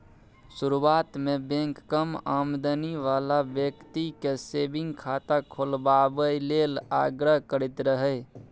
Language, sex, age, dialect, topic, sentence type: Maithili, male, 18-24, Bajjika, banking, statement